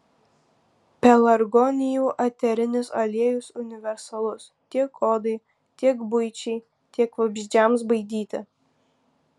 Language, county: Lithuanian, Kaunas